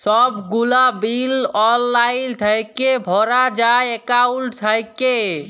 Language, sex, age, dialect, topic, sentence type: Bengali, male, 18-24, Jharkhandi, banking, statement